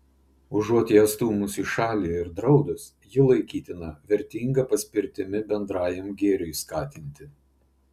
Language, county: Lithuanian, Klaipėda